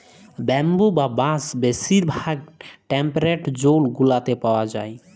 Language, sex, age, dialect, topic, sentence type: Bengali, male, 18-24, Jharkhandi, agriculture, statement